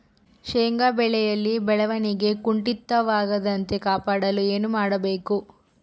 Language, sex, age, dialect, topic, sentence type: Kannada, female, 18-24, Central, agriculture, question